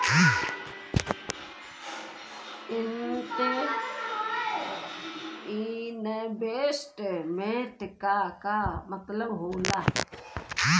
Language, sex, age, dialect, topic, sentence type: Bhojpuri, female, 18-24, Western, banking, question